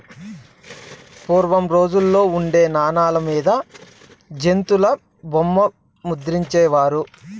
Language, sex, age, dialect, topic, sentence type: Telugu, male, 31-35, Southern, banking, statement